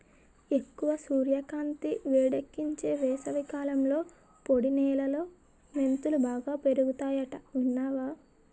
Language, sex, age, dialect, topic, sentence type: Telugu, female, 18-24, Utterandhra, agriculture, statement